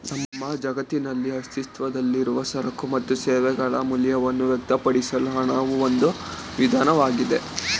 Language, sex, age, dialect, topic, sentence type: Kannada, male, 18-24, Mysore Kannada, banking, statement